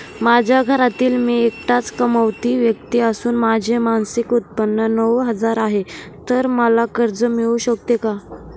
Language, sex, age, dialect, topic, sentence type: Marathi, female, 18-24, Northern Konkan, banking, question